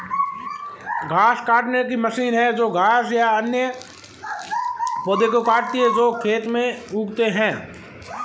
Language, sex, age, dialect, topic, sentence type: Hindi, female, 18-24, Marwari Dhudhari, agriculture, statement